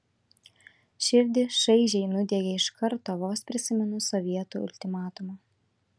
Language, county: Lithuanian, Šiauliai